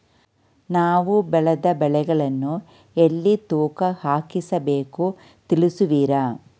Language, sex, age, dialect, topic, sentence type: Kannada, female, 46-50, Mysore Kannada, agriculture, question